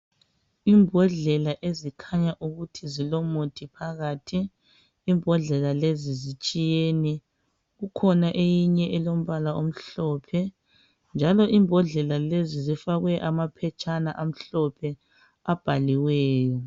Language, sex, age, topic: North Ndebele, female, 36-49, health